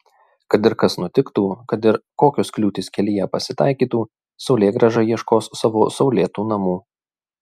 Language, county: Lithuanian, Šiauliai